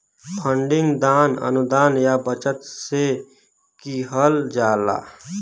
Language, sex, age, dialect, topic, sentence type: Bhojpuri, male, 18-24, Western, banking, statement